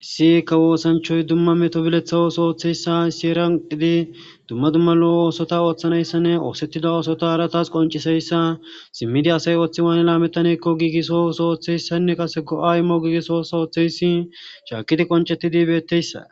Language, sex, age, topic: Gamo, male, 18-24, government